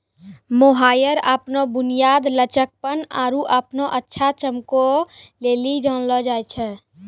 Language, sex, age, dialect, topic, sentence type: Maithili, female, 51-55, Angika, agriculture, statement